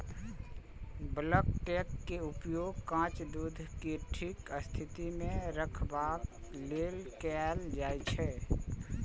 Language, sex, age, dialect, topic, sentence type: Maithili, male, 25-30, Eastern / Thethi, agriculture, statement